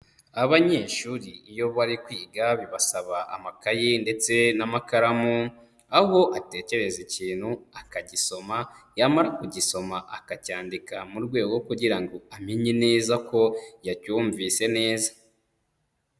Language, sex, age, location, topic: Kinyarwanda, male, 25-35, Kigali, education